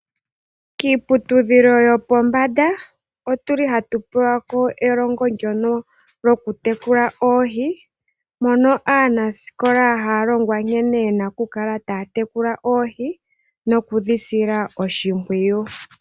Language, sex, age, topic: Oshiwambo, female, 18-24, agriculture